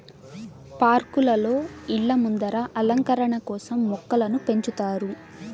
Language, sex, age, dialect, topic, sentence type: Telugu, female, 18-24, Southern, agriculture, statement